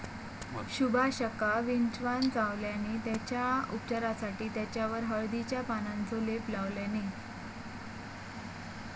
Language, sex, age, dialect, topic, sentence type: Marathi, female, 25-30, Southern Konkan, agriculture, statement